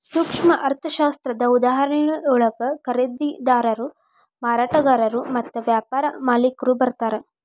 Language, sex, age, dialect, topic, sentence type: Kannada, female, 18-24, Dharwad Kannada, banking, statement